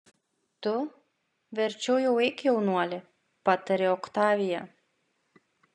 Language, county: Lithuanian, Klaipėda